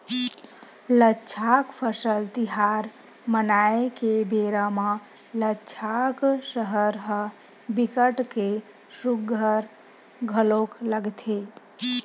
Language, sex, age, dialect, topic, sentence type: Chhattisgarhi, female, 25-30, Western/Budati/Khatahi, agriculture, statement